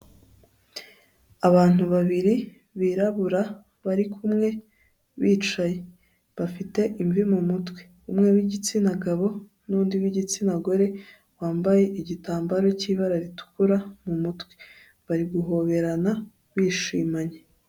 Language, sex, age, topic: Kinyarwanda, female, 18-24, health